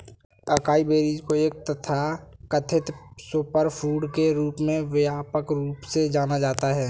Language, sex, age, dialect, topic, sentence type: Hindi, male, 18-24, Kanauji Braj Bhasha, agriculture, statement